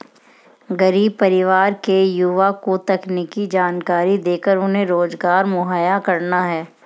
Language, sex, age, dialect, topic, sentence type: Hindi, female, 31-35, Marwari Dhudhari, banking, statement